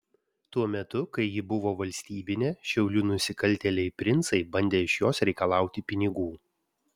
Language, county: Lithuanian, Vilnius